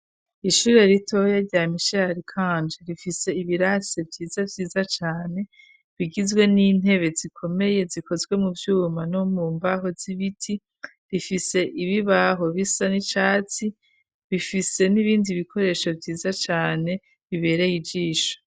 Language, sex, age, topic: Rundi, female, 36-49, education